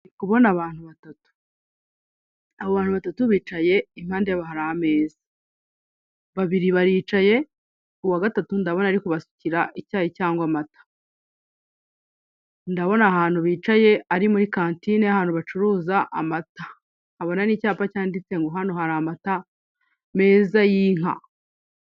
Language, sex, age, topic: Kinyarwanda, female, 36-49, finance